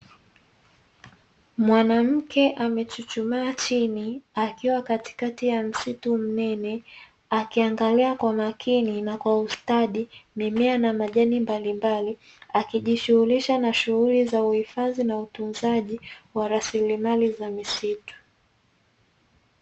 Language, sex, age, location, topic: Swahili, female, 18-24, Dar es Salaam, agriculture